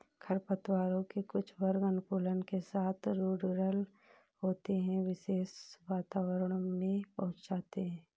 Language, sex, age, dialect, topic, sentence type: Hindi, female, 41-45, Awadhi Bundeli, agriculture, statement